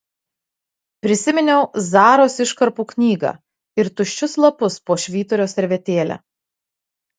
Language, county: Lithuanian, Marijampolė